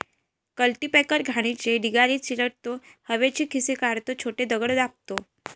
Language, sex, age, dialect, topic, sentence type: Marathi, female, 25-30, Varhadi, agriculture, statement